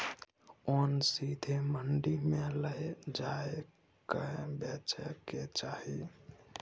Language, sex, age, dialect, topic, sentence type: Maithili, male, 18-24, Bajjika, agriculture, statement